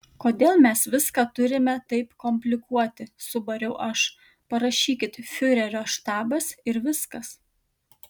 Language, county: Lithuanian, Kaunas